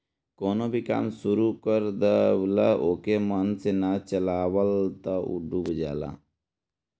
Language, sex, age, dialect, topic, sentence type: Bhojpuri, male, 18-24, Northern, banking, statement